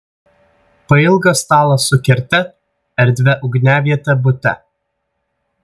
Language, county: Lithuanian, Vilnius